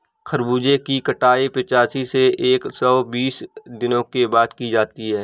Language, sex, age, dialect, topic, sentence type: Hindi, male, 25-30, Awadhi Bundeli, agriculture, statement